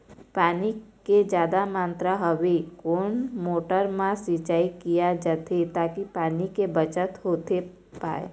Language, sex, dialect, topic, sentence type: Chhattisgarhi, female, Eastern, agriculture, question